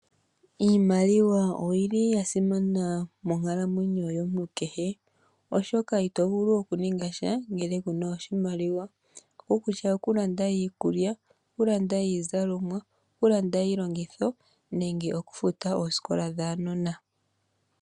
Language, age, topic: Oshiwambo, 25-35, finance